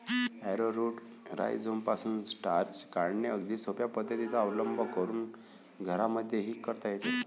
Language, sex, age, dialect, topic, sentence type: Marathi, male, 25-30, Varhadi, agriculture, statement